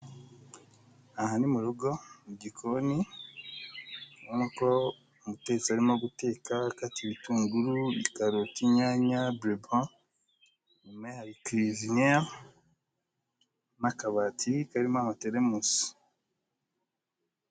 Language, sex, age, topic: Kinyarwanda, male, 25-35, finance